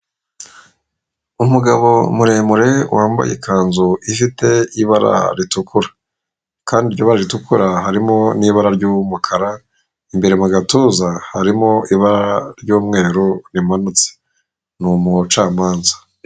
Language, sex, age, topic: Kinyarwanda, male, 25-35, government